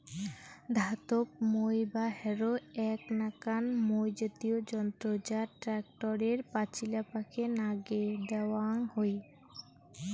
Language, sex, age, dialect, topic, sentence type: Bengali, female, 18-24, Rajbangshi, agriculture, statement